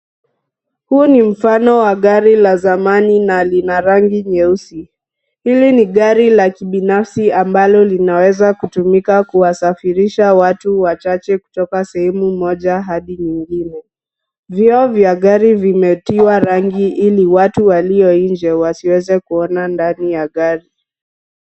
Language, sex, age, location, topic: Swahili, female, 36-49, Nairobi, finance